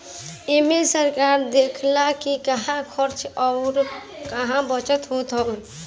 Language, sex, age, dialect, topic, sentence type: Bhojpuri, female, 18-24, Northern, banking, statement